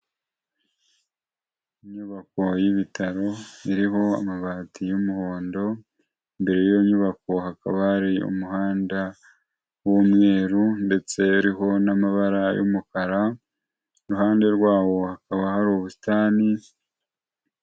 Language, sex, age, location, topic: Kinyarwanda, male, 25-35, Huye, health